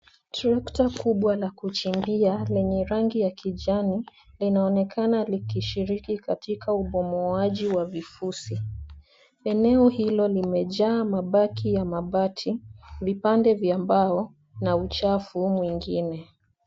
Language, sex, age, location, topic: Swahili, female, 25-35, Nairobi, government